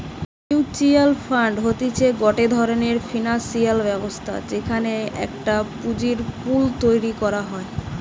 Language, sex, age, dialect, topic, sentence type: Bengali, female, 18-24, Western, banking, statement